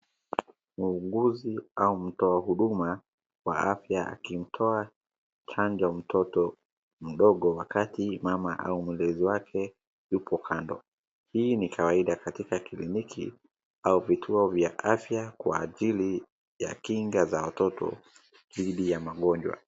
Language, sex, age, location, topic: Swahili, male, 36-49, Wajir, health